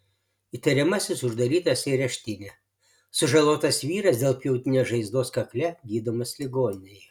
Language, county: Lithuanian, Alytus